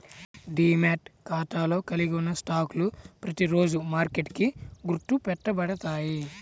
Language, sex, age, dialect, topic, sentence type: Telugu, male, 18-24, Central/Coastal, banking, statement